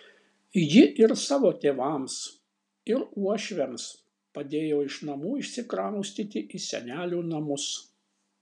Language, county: Lithuanian, Šiauliai